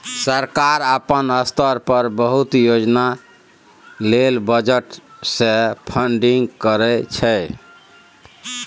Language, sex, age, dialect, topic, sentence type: Maithili, male, 46-50, Bajjika, banking, statement